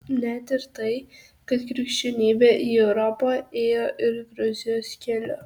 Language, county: Lithuanian, Kaunas